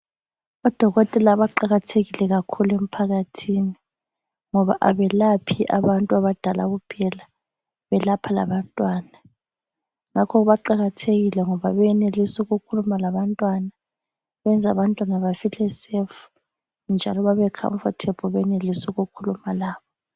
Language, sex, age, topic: North Ndebele, female, 25-35, health